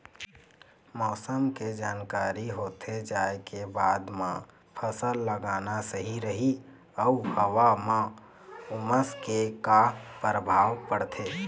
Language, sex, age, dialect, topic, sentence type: Chhattisgarhi, male, 25-30, Eastern, agriculture, question